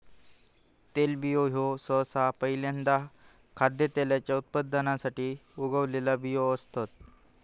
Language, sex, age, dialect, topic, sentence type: Marathi, male, 18-24, Southern Konkan, agriculture, statement